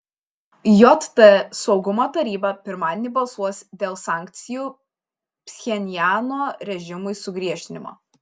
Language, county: Lithuanian, Šiauliai